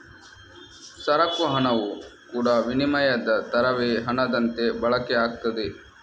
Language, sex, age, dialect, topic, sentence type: Kannada, male, 31-35, Coastal/Dakshin, banking, statement